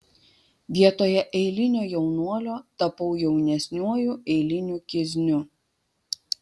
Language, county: Lithuanian, Vilnius